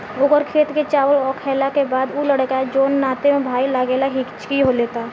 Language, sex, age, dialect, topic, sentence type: Bhojpuri, female, 18-24, Southern / Standard, agriculture, question